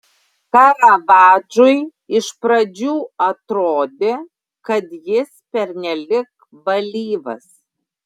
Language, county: Lithuanian, Klaipėda